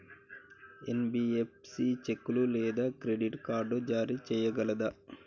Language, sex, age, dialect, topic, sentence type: Telugu, male, 36-40, Telangana, banking, question